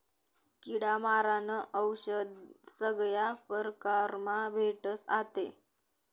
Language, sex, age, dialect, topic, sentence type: Marathi, female, 18-24, Northern Konkan, agriculture, statement